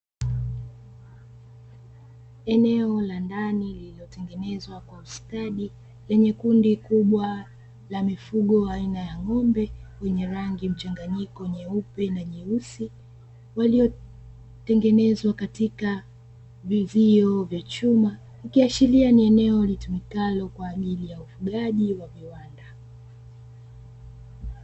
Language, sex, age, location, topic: Swahili, female, 25-35, Dar es Salaam, agriculture